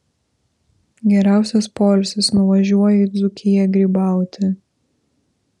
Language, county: Lithuanian, Vilnius